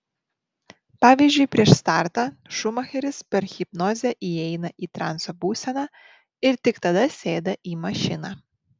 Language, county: Lithuanian, Marijampolė